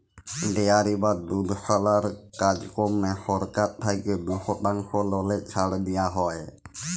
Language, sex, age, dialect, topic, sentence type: Bengali, male, 25-30, Jharkhandi, agriculture, statement